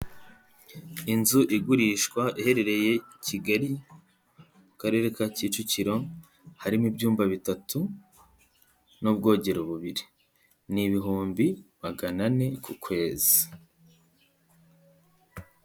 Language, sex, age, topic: Kinyarwanda, male, 18-24, finance